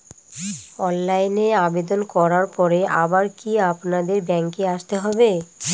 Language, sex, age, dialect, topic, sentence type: Bengali, female, 25-30, Northern/Varendri, banking, question